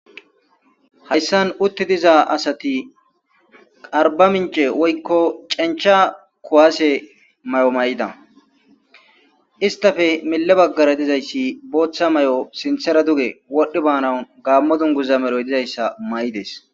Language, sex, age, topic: Gamo, male, 25-35, government